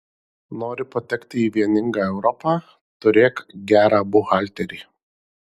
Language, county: Lithuanian, Marijampolė